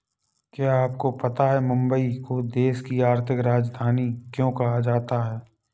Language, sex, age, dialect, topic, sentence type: Hindi, male, 51-55, Kanauji Braj Bhasha, banking, statement